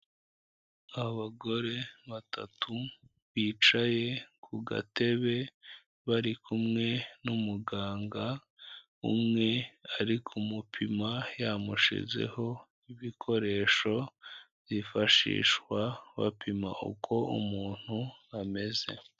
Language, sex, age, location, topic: Kinyarwanda, female, 18-24, Kigali, health